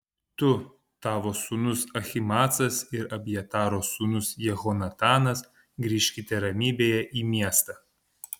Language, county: Lithuanian, Panevėžys